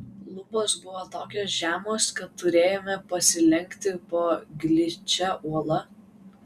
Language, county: Lithuanian, Vilnius